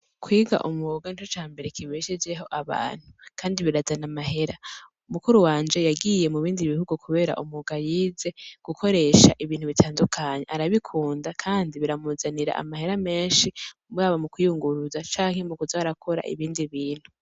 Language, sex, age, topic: Rundi, female, 18-24, education